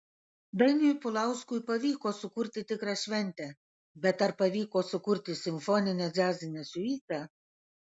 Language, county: Lithuanian, Kaunas